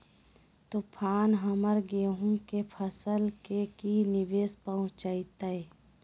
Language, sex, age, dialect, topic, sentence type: Magahi, female, 46-50, Southern, agriculture, question